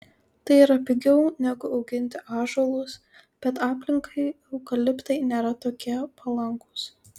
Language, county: Lithuanian, Kaunas